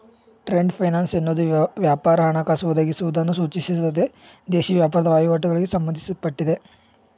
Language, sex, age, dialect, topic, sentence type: Kannada, male, 18-24, Mysore Kannada, banking, statement